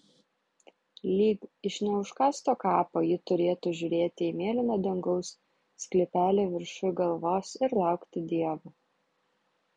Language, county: Lithuanian, Vilnius